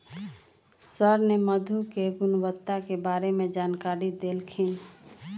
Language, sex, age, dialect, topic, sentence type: Magahi, female, 36-40, Western, agriculture, statement